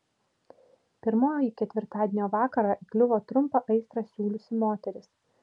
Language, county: Lithuanian, Vilnius